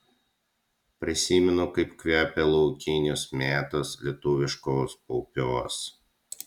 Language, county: Lithuanian, Utena